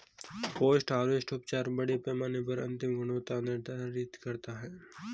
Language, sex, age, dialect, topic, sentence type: Hindi, male, 18-24, Marwari Dhudhari, agriculture, statement